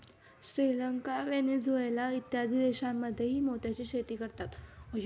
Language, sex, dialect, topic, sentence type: Marathi, female, Standard Marathi, agriculture, statement